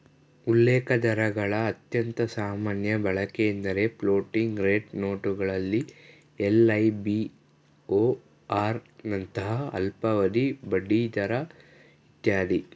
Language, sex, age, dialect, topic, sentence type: Kannada, male, 18-24, Mysore Kannada, banking, statement